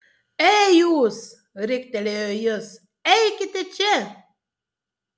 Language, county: Lithuanian, Tauragė